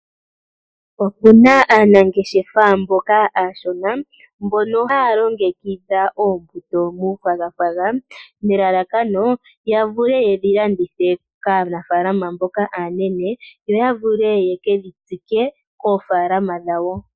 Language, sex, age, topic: Oshiwambo, female, 25-35, agriculture